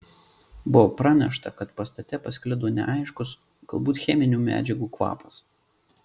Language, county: Lithuanian, Marijampolė